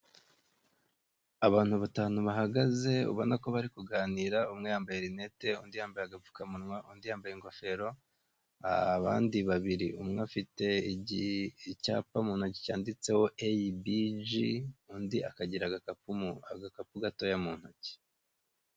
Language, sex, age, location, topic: Kinyarwanda, male, 25-35, Kigali, finance